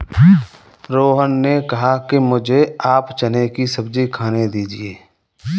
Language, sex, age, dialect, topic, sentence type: Hindi, male, 18-24, Kanauji Braj Bhasha, agriculture, statement